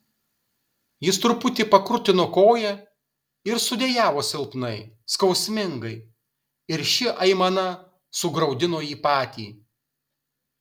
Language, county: Lithuanian, Kaunas